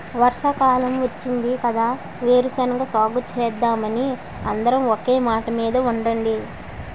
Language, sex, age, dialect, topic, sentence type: Telugu, female, 18-24, Utterandhra, agriculture, statement